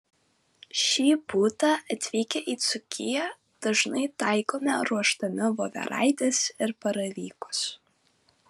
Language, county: Lithuanian, Vilnius